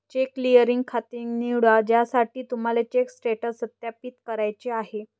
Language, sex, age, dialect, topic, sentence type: Marathi, female, 25-30, Varhadi, banking, statement